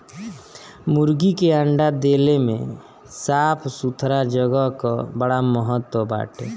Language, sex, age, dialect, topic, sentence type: Bhojpuri, male, 25-30, Northern, agriculture, statement